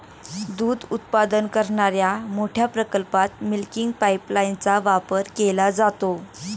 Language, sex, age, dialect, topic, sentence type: Marathi, female, 18-24, Standard Marathi, agriculture, statement